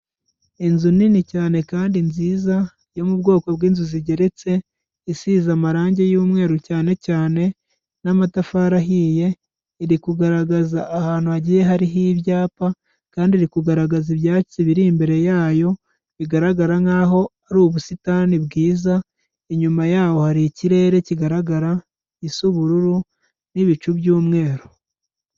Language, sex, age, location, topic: Kinyarwanda, male, 25-35, Kigali, health